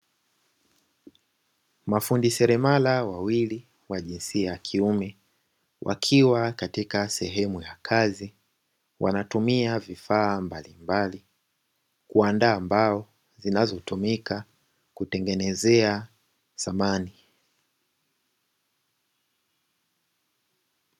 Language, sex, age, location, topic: Swahili, male, 18-24, Dar es Salaam, finance